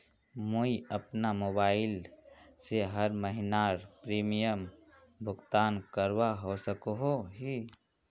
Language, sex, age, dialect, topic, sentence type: Magahi, male, 18-24, Northeastern/Surjapuri, banking, question